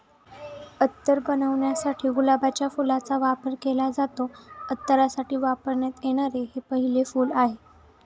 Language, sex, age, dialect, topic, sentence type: Marathi, female, 18-24, Northern Konkan, agriculture, statement